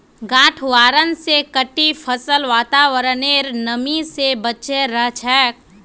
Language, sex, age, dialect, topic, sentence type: Magahi, female, 18-24, Northeastern/Surjapuri, agriculture, statement